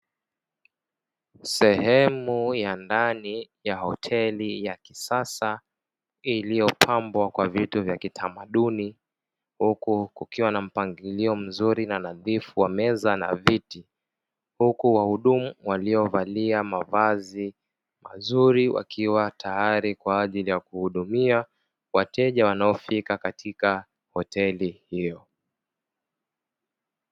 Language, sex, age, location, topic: Swahili, male, 18-24, Dar es Salaam, finance